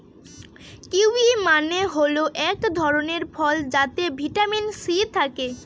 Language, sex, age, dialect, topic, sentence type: Bengali, female, 18-24, Northern/Varendri, agriculture, statement